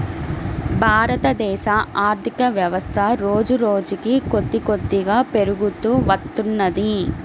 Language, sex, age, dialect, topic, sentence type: Telugu, female, 18-24, Central/Coastal, banking, statement